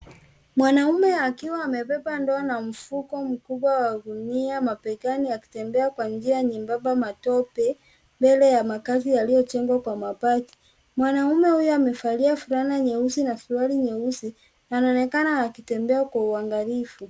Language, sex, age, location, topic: Swahili, male, 18-24, Nairobi, government